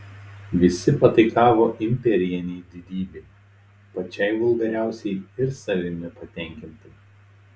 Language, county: Lithuanian, Telšiai